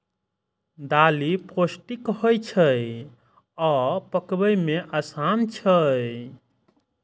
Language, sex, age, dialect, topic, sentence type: Maithili, male, 25-30, Eastern / Thethi, agriculture, statement